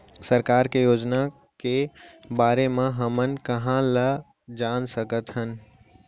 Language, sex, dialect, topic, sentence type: Chhattisgarhi, male, Central, agriculture, question